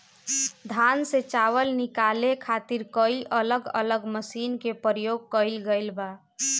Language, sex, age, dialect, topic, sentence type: Bhojpuri, female, 18-24, Southern / Standard, agriculture, statement